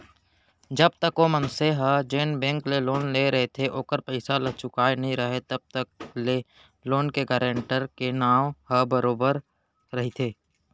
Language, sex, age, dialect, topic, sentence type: Chhattisgarhi, male, 18-24, Central, banking, statement